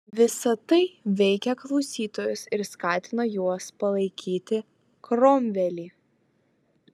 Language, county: Lithuanian, Vilnius